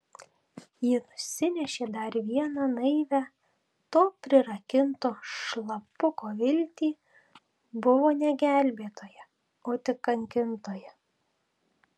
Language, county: Lithuanian, Tauragė